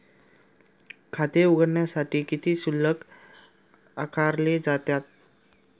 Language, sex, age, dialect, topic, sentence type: Marathi, male, 25-30, Standard Marathi, banking, question